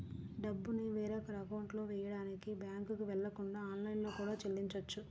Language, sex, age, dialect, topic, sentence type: Telugu, female, 36-40, Central/Coastal, banking, statement